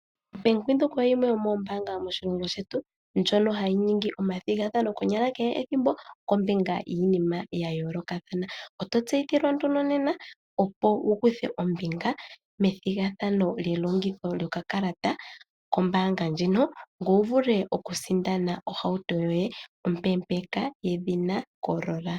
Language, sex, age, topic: Oshiwambo, female, 18-24, finance